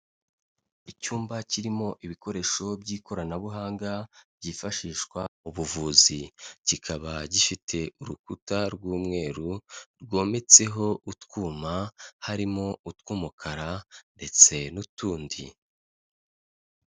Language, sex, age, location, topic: Kinyarwanda, male, 25-35, Kigali, health